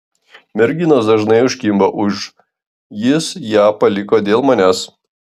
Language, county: Lithuanian, Klaipėda